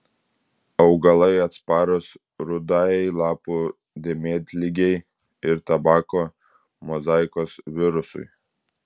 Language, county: Lithuanian, Klaipėda